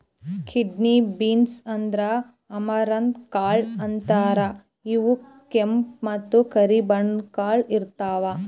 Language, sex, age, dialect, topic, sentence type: Kannada, female, 18-24, Northeastern, agriculture, statement